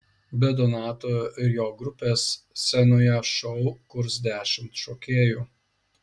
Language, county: Lithuanian, Šiauliai